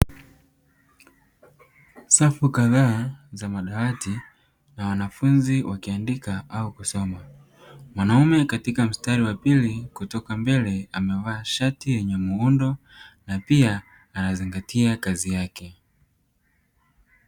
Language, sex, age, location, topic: Swahili, male, 18-24, Dar es Salaam, education